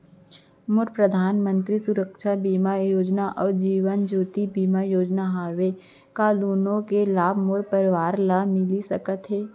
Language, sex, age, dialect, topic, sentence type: Chhattisgarhi, female, 25-30, Central, banking, question